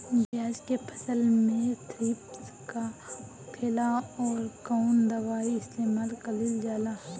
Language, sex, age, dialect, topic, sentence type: Bhojpuri, female, 18-24, Northern, agriculture, question